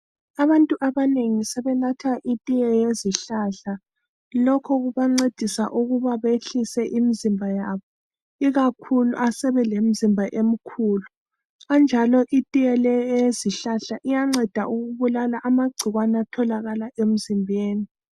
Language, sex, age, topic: North Ndebele, female, 25-35, health